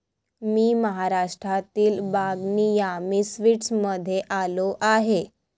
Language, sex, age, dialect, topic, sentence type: Marathi, female, 18-24, Varhadi, agriculture, statement